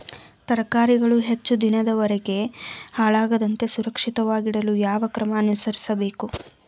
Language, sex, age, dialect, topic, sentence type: Kannada, female, 18-24, Mysore Kannada, agriculture, question